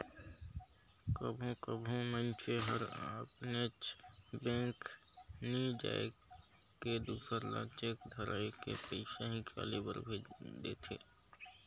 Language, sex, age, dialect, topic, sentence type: Chhattisgarhi, male, 60-100, Northern/Bhandar, banking, statement